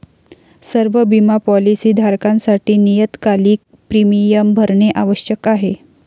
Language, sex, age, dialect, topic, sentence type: Marathi, female, 51-55, Varhadi, banking, statement